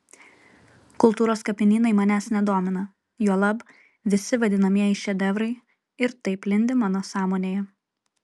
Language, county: Lithuanian, Kaunas